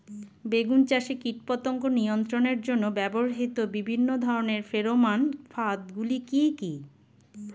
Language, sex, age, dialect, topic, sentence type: Bengali, female, 46-50, Standard Colloquial, agriculture, question